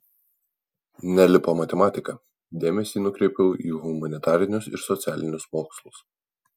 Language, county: Lithuanian, Alytus